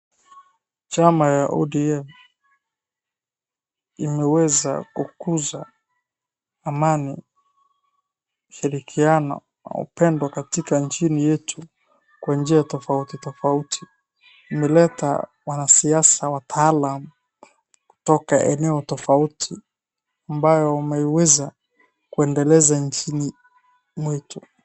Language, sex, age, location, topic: Swahili, male, 25-35, Wajir, government